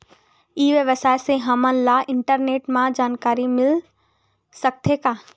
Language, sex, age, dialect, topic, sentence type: Chhattisgarhi, female, 18-24, Western/Budati/Khatahi, agriculture, question